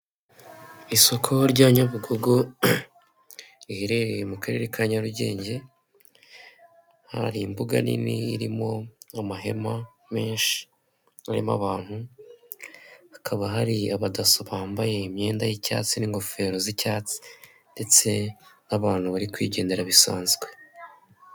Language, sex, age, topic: Kinyarwanda, male, 18-24, finance